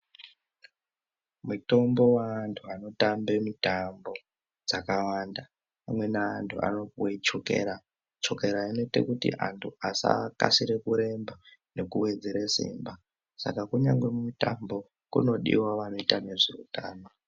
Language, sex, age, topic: Ndau, male, 18-24, health